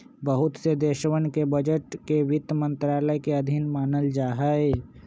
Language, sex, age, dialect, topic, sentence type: Magahi, male, 25-30, Western, banking, statement